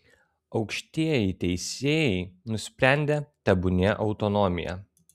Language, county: Lithuanian, Kaunas